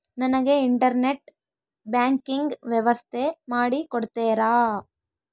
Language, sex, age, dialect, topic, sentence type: Kannada, female, 18-24, Central, banking, question